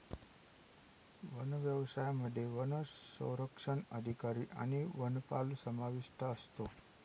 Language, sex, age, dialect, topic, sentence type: Marathi, male, 36-40, Northern Konkan, agriculture, statement